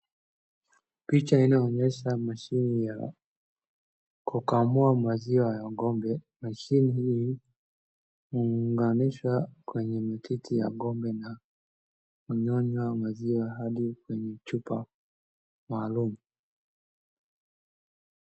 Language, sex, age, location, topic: Swahili, male, 18-24, Wajir, agriculture